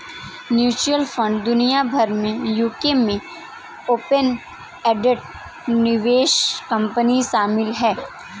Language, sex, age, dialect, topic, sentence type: Hindi, female, 18-24, Kanauji Braj Bhasha, banking, statement